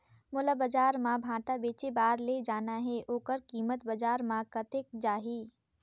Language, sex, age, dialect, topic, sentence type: Chhattisgarhi, female, 18-24, Northern/Bhandar, agriculture, question